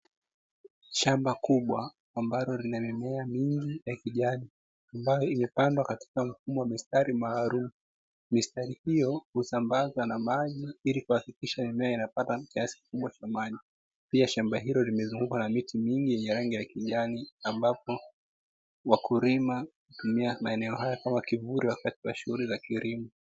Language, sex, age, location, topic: Swahili, female, 18-24, Dar es Salaam, agriculture